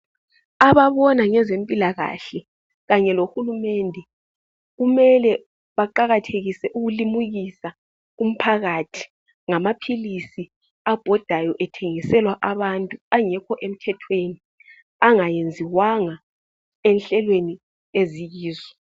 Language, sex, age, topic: North Ndebele, female, 25-35, health